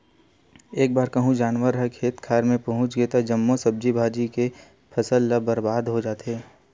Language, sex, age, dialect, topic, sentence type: Chhattisgarhi, male, 18-24, Western/Budati/Khatahi, agriculture, statement